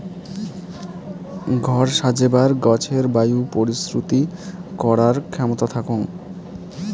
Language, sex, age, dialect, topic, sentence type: Bengali, male, 18-24, Rajbangshi, agriculture, statement